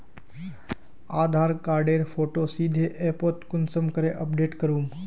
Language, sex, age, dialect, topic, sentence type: Magahi, male, 18-24, Northeastern/Surjapuri, banking, question